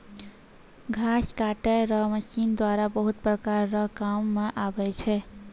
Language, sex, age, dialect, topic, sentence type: Maithili, female, 25-30, Angika, agriculture, statement